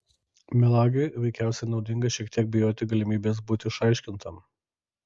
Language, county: Lithuanian, Kaunas